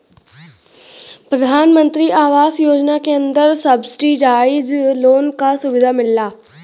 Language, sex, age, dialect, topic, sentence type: Bhojpuri, female, 18-24, Western, banking, statement